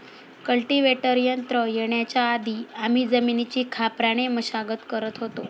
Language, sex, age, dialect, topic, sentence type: Marathi, female, 46-50, Standard Marathi, agriculture, statement